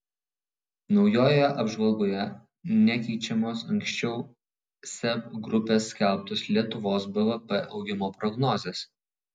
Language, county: Lithuanian, Vilnius